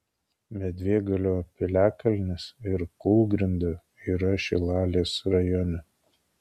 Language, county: Lithuanian, Kaunas